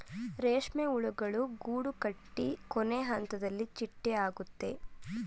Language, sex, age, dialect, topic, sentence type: Kannada, female, 18-24, Mysore Kannada, agriculture, statement